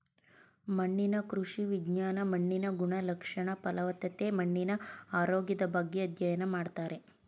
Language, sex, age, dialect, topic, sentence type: Kannada, female, 18-24, Mysore Kannada, agriculture, statement